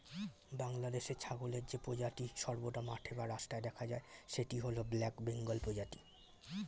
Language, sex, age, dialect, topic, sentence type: Bengali, male, 18-24, Standard Colloquial, agriculture, statement